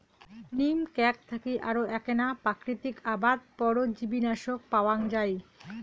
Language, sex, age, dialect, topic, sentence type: Bengali, female, 31-35, Rajbangshi, agriculture, statement